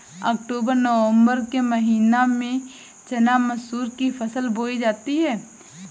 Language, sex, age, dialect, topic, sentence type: Hindi, female, 18-24, Awadhi Bundeli, agriculture, question